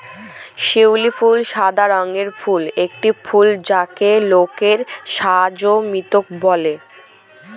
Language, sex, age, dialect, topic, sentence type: Bengali, female, 18-24, Northern/Varendri, agriculture, statement